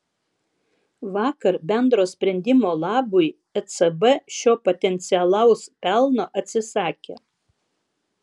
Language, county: Lithuanian, Vilnius